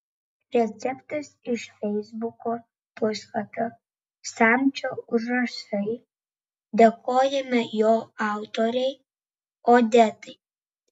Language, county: Lithuanian, Vilnius